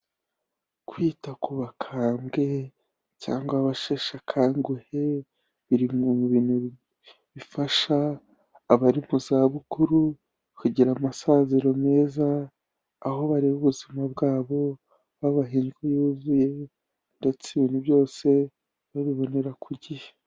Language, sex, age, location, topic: Kinyarwanda, male, 18-24, Kigali, health